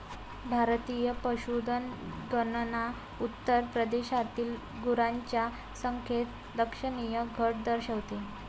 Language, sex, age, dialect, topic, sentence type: Marathi, female, 18-24, Varhadi, agriculture, statement